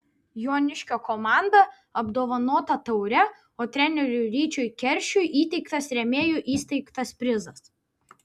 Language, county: Lithuanian, Vilnius